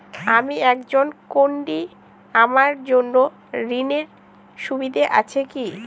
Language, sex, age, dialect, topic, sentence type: Bengali, female, 18-24, Northern/Varendri, banking, question